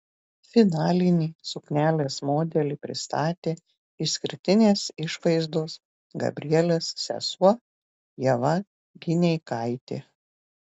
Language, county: Lithuanian, Telšiai